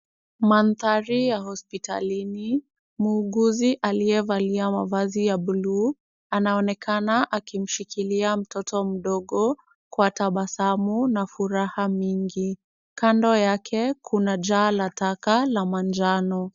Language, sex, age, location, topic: Swahili, female, 36-49, Kisumu, health